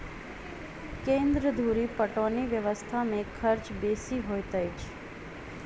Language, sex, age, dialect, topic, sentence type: Maithili, female, 25-30, Southern/Standard, agriculture, statement